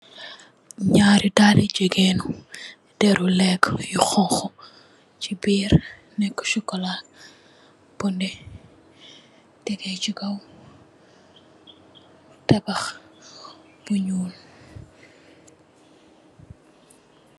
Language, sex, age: Wolof, female, 18-24